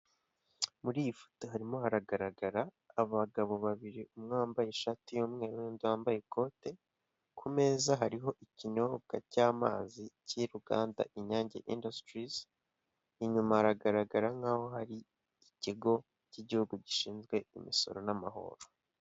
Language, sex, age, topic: Kinyarwanda, male, 18-24, government